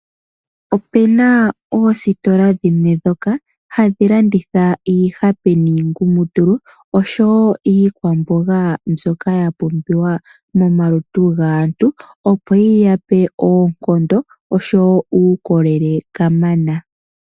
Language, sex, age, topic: Oshiwambo, female, 18-24, finance